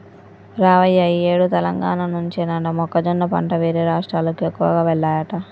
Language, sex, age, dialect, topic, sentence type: Telugu, female, 25-30, Telangana, banking, statement